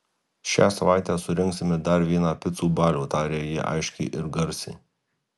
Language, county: Lithuanian, Alytus